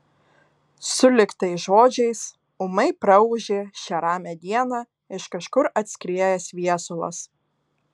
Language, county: Lithuanian, Alytus